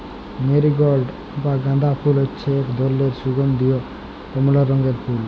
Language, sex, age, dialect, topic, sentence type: Bengali, male, 18-24, Jharkhandi, agriculture, statement